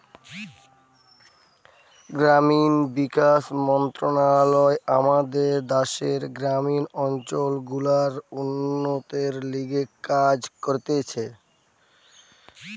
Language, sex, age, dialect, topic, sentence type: Bengali, male, 60-100, Western, agriculture, statement